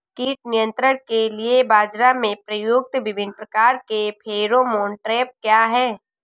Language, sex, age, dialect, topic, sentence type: Hindi, female, 18-24, Awadhi Bundeli, agriculture, question